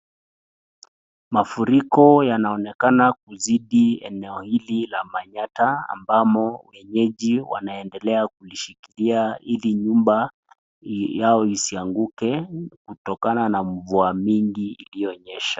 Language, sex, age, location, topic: Swahili, male, 25-35, Nakuru, health